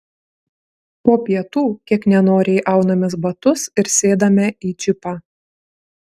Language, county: Lithuanian, Klaipėda